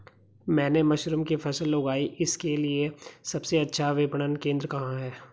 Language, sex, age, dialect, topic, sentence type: Hindi, male, 18-24, Garhwali, agriculture, question